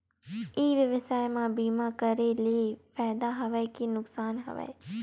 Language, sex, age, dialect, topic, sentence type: Chhattisgarhi, female, 18-24, Western/Budati/Khatahi, agriculture, question